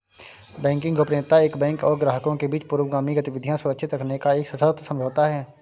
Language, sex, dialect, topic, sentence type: Hindi, male, Kanauji Braj Bhasha, banking, statement